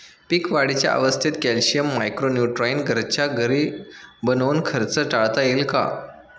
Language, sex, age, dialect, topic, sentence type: Marathi, male, 25-30, Standard Marathi, agriculture, question